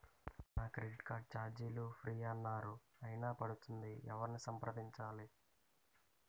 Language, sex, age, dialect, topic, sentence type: Telugu, male, 18-24, Utterandhra, banking, question